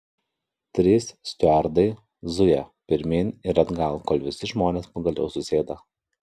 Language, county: Lithuanian, Kaunas